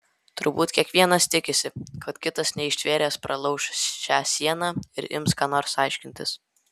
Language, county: Lithuanian, Vilnius